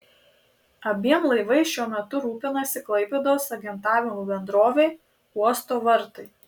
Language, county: Lithuanian, Marijampolė